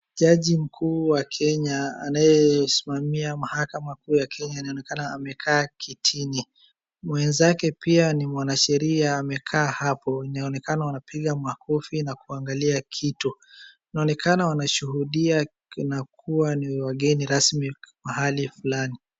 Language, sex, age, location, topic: Swahili, male, 18-24, Wajir, government